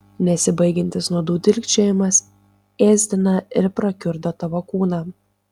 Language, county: Lithuanian, Tauragė